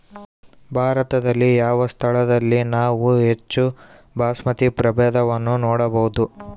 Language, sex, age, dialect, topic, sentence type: Kannada, male, 18-24, Central, agriculture, question